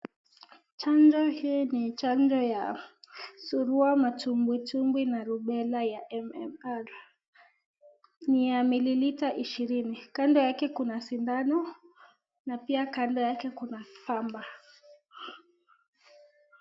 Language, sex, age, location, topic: Swahili, female, 18-24, Nakuru, health